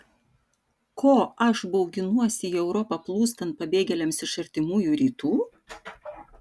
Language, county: Lithuanian, Vilnius